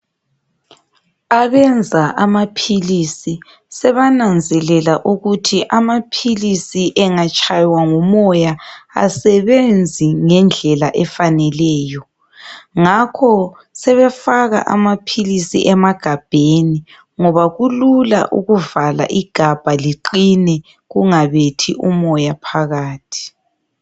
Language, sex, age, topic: North Ndebele, male, 36-49, health